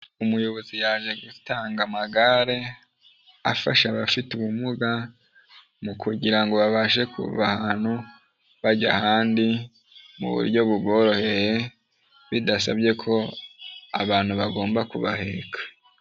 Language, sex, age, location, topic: Kinyarwanda, male, 18-24, Kigali, health